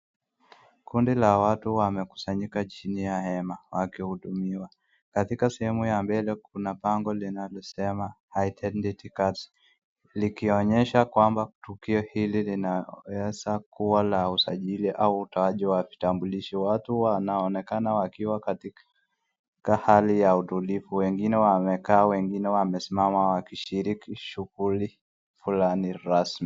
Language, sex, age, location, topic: Swahili, female, 18-24, Nakuru, government